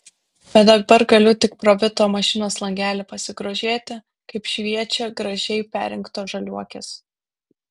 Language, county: Lithuanian, Vilnius